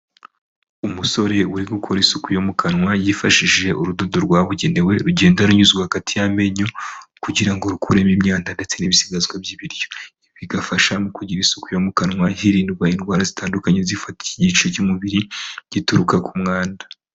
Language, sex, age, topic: Kinyarwanda, male, 18-24, health